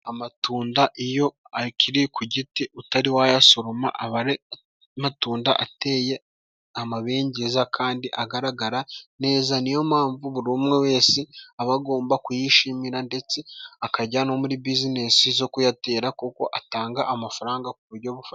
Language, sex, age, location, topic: Kinyarwanda, male, 25-35, Musanze, agriculture